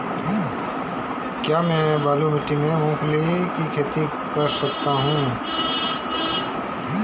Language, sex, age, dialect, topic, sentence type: Hindi, male, 25-30, Marwari Dhudhari, agriculture, question